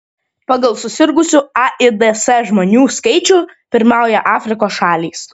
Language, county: Lithuanian, Klaipėda